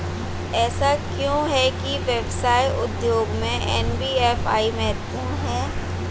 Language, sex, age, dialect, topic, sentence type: Hindi, female, 41-45, Hindustani Malvi Khadi Boli, banking, question